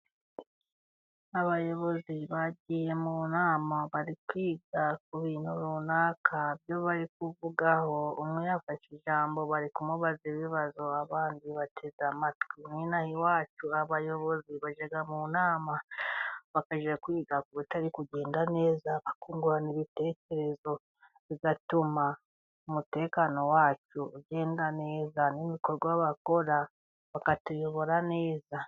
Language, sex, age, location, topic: Kinyarwanda, female, 36-49, Burera, government